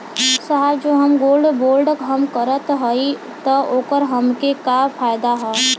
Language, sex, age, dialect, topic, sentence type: Bhojpuri, male, 18-24, Western, banking, question